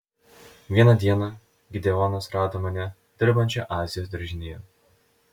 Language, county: Lithuanian, Telšiai